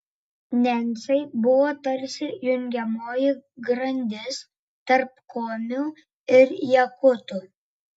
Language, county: Lithuanian, Vilnius